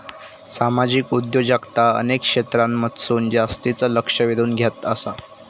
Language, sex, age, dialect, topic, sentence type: Marathi, male, 18-24, Southern Konkan, banking, statement